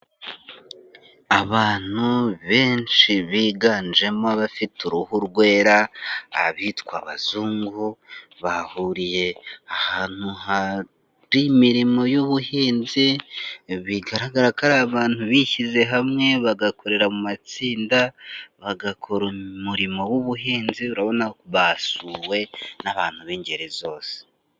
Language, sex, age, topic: Kinyarwanda, male, 25-35, finance